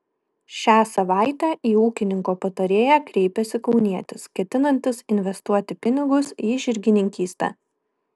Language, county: Lithuanian, Kaunas